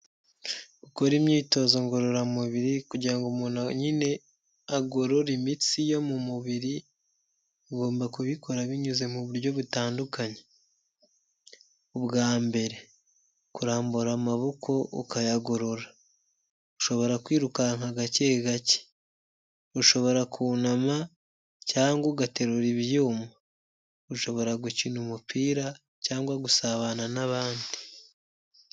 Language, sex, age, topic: Kinyarwanda, male, 18-24, health